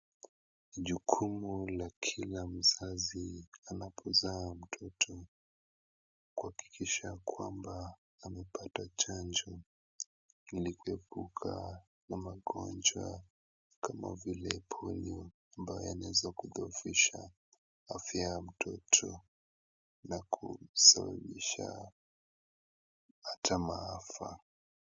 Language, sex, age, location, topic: Swahili, male, 18-24, Kisumu, health